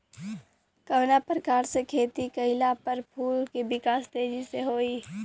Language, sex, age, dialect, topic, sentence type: Bhojpuri, female, 25-30, Western, agriculture, question